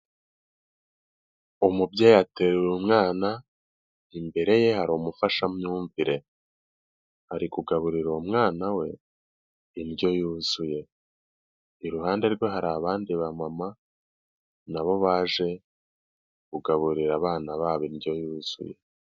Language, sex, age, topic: Kinyarwanda, male, 18-24, health